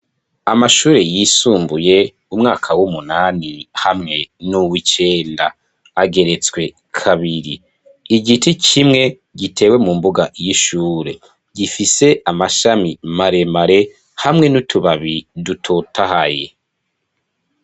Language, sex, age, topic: Rundi, male, 25-35, education